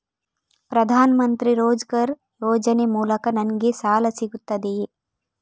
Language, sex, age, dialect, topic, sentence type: Kannada, female, 25-30, Coastal/Dakshin, banking, question